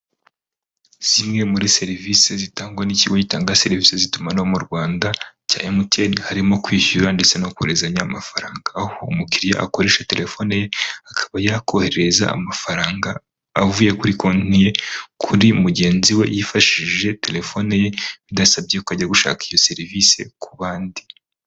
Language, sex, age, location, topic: Kinyarwanda, female, 25-35, Kigali, finance